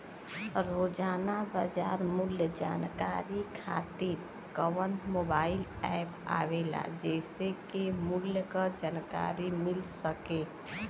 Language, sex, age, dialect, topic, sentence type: Bhojpuri, female, 31-35, Western, agriculture, question